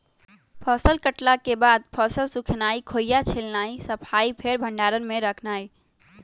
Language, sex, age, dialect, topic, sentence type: Magahi, female, 18-24, Western, agriculture, statement